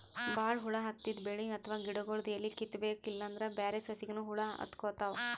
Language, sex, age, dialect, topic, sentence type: Kannada, female, 18-24, Northeastern, agriculture, statement